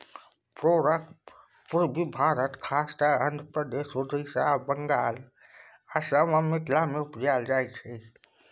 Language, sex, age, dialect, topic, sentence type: Maithili, male, 60-100, Bajjika, agriculture, statement